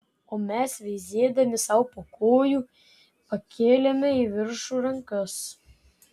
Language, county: Lithuanian, Vilnius